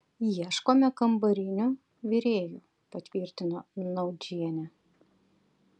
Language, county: Lithuanian, Panevėžys